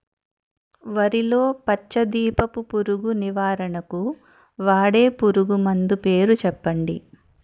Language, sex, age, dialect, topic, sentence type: Telugu, female, 41-45, Utterandhra, agriculture, question